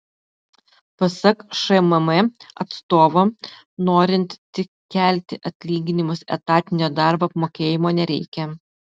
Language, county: Lithuanian, Utena